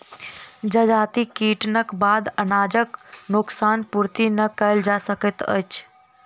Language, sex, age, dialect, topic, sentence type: Maithili, female, 25-30, Southern/Standard, agriculture, statement